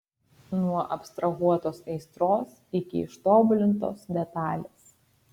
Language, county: Lithuanian, Kaunas